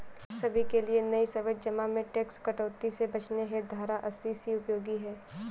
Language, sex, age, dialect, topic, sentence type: Hindi, female, 18-24, Awadhi Bundeli, banking, statement